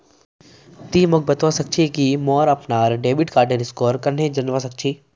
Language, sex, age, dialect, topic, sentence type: Magahi, male, 18-24, Northeastern/Surjapuri, banking, statement